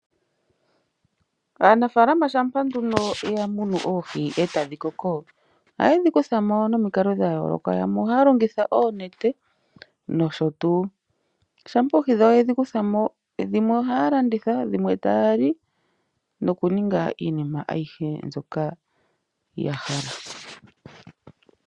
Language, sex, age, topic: Oshiwambo, female, 25-35, agriculture